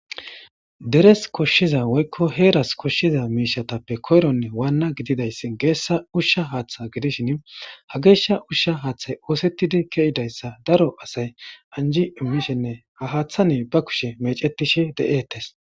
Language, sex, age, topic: Gamo, female, 25-35, government